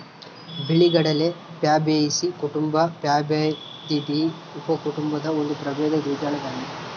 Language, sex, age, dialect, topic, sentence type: Kannada, male, 18-24, Central, agriculture, statement